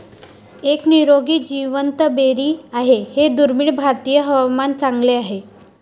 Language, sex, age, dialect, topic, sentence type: Marathi, female, 18-24, Varhadi, agriculture, statement